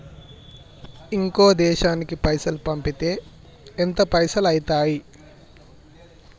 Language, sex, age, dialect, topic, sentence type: Telugu, male, 18-24, Telangana, banking, question